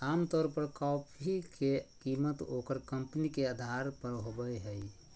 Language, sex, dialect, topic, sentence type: Magahi, male, Southern, agriculture, statement